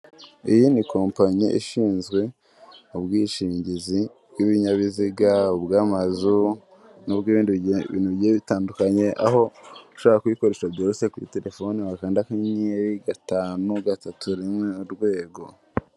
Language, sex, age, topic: Kinyarwanda, male, 18-24, finance